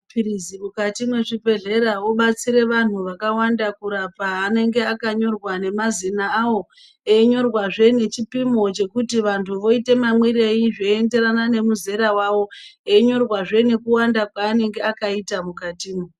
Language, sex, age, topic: Ndau, male, 36-49, health